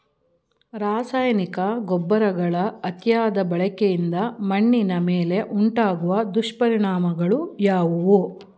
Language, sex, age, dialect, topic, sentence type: Kannada, female, 46-50, Mysore Kannada, agriculture, question